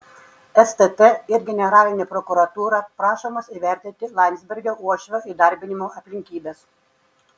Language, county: Lithuanian, Šiauliai